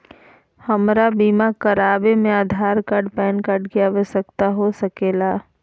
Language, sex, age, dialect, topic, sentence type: Magahi, female, 25-30, Southern, banking, question